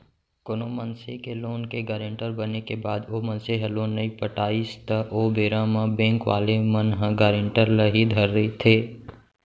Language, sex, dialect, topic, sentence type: Chhattisgarhi, male, Central, banking, statement